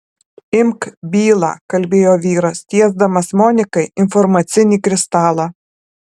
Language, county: Lithuanian, Alytus